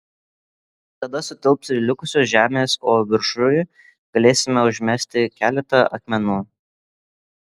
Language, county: Lithuanian, Kaunas